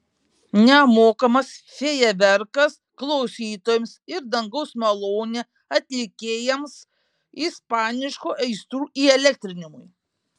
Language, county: Lithuanian, Šiauliai